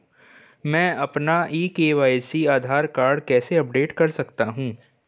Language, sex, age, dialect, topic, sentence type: Hindi, male, 18-24, Hindustani Malvi Khadi Boli, banking, question